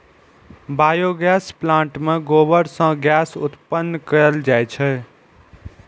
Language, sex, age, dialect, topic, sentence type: Maithili, male, 18-24, Eastern / Thethi, agriculture, statement